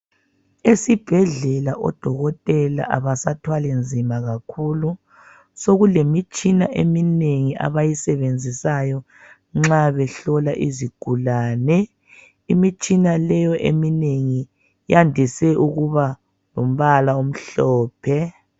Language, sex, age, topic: North Ndebele, female, 36-49, health